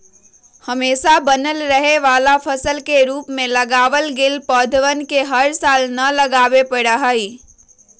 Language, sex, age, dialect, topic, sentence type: Magahi, female, 36-40, Western, agriculture, statement